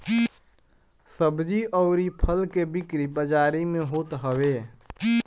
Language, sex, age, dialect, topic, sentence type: Bhojpuri, male, 18-24, Northern, agriculture, statement